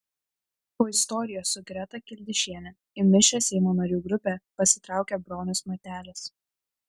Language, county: Lithuanian, Vilnius